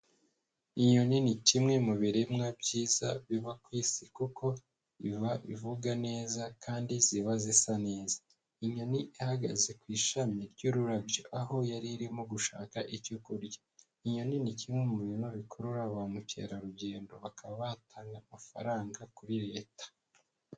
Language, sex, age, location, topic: Kinyarwanda, male, 18-24, Huye, agriculture